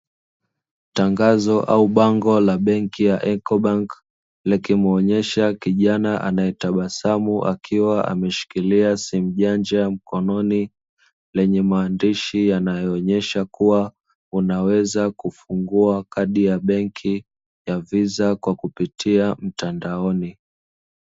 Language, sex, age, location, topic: Swahili, male, 25-35, Dar es Salaam, finance